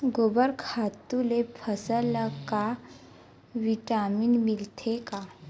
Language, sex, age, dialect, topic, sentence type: Chhattisgarhi, female, 18-24, Western/Budati/Khatahi, agriculture, question